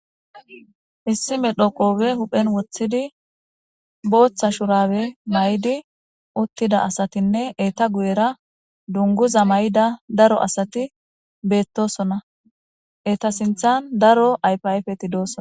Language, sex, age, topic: Gamo, female, 25-35, government